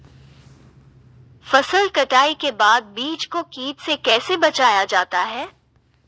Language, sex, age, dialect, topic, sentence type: Hindi, female, 18-24, Marwari Dhudhari, agriculture, question